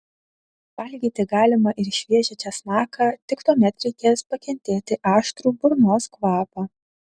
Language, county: Lithuanian, Šiauliai